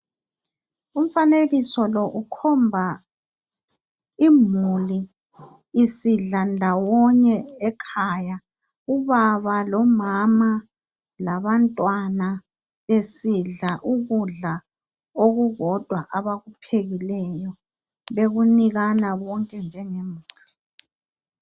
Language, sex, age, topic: North Ndebele, female, 50+, health